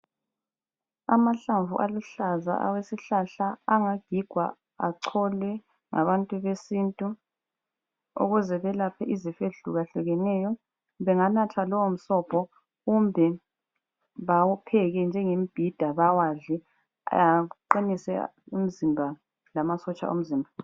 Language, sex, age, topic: North Ndebele, female, 25-35, health